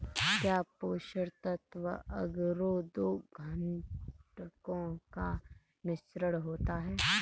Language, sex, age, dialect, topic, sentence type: Hindi, female, 31-35, Kanauji Braj Bhasha, agriculture, statement